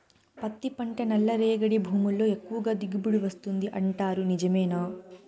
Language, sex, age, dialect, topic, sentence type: Telugu, female, 56-60, Southern, agriculture, question